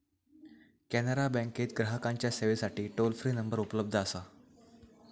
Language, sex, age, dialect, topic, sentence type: Marathi, male, 18-24, Southern Konkan, banking, statement